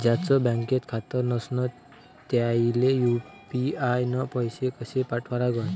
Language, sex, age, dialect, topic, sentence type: Marathi, male, 18-24, Varhadi, banking, question